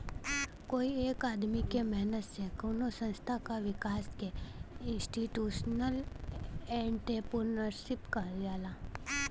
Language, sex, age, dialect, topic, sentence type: Bhojpuri, female, 18-24, Western, banking, statement